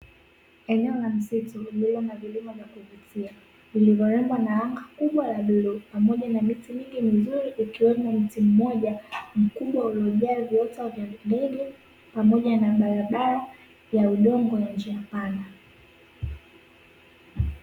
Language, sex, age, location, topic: Swahili, female, 18-24, Dar es Salaam, agriculture